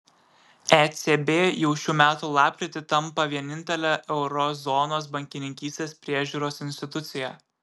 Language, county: Lithuanian, Šiauliai